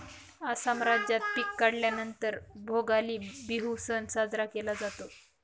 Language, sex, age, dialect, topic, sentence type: Marathi, female, 25-30, Northern Konkan, agriculture, statement